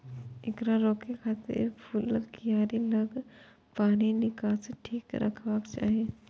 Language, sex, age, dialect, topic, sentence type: Maithili, female, 41-45, Eastern / Thethi, agriculture, statement